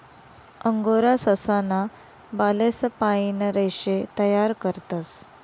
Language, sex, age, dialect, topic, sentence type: Marathi, female, 31-35, Northern Konkan, agriculture, statement